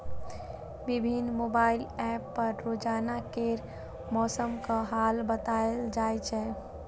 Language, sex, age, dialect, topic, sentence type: Maithili, female, 25-30, Eastern / Thethi, agriculture, statement